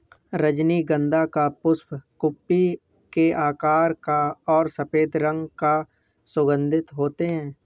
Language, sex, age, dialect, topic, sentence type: Hindi, male, 36-40, Awadhi Bundeli, agriculture, statement